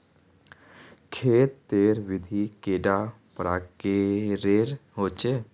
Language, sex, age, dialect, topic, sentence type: Magahi, male, 18-24, Northeastern/Surjapuri, agriculture, question